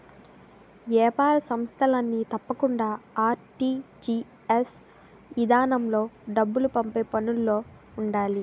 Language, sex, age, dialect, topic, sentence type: Telugu, female, 18-24, Utterandhra, banking, statement